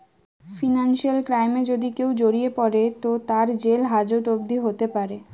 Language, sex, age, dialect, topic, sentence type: Bengali, female, 18-24, Western, banking, statement